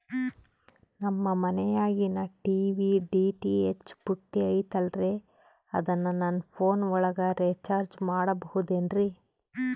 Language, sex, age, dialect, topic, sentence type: Kannada, female, 31-35, Central, banking, question